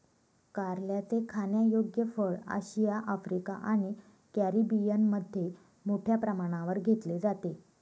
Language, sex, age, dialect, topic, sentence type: Marathi, female, 25-30, Northern Konkan, agriculture, statement